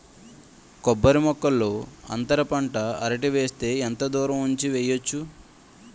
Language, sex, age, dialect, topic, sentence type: Telugu, male, 25-30, Utterandhra, agriculture, question